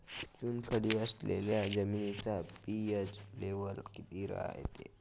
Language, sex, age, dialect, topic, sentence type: Marathi, male, 25-30, Varhadi, agriculture, question